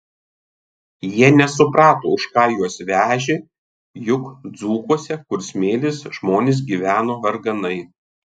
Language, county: Lithuanian, Tauragė